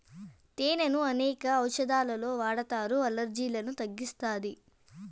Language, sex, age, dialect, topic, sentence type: Telugu, female, 18-24, Southern, agriculture, statement